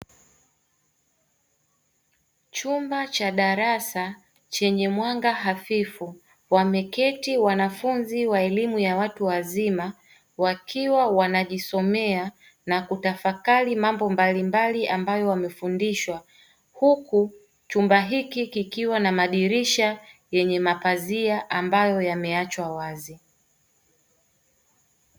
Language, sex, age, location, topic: Swahili, female, 18-24, Dar es Salaam, education